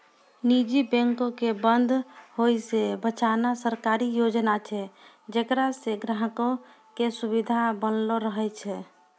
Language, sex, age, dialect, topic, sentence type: Maithili, female, 60-100, Angika, banking, statement